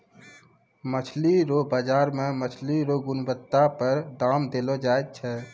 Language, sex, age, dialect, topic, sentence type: Maithili, male, 18-24, Angika, agriculture, statement